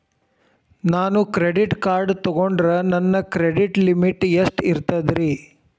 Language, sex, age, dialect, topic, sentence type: Kannada, male, 18-24, Dharwad Kannada, banking, question